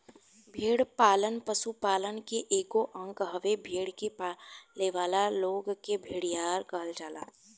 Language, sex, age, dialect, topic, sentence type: Bhojpuri, female, 18-24, Southern / Standard, agriculture, statement